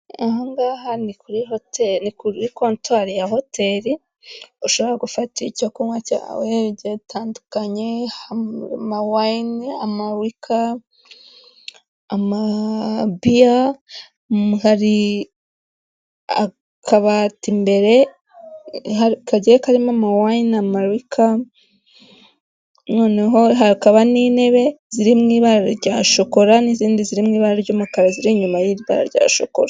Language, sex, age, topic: Kinyarwanda, female, 25-35, finance